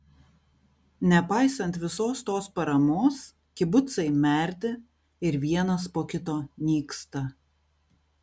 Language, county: Lithuanian, Kaunas